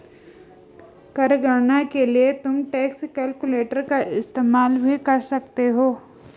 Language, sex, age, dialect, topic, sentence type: Hindi, female, 25-30, Garhwali, banking, statement